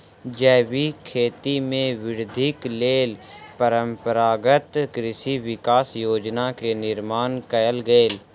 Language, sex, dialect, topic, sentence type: Maithili, male, Southern/Standard, agriculture, statement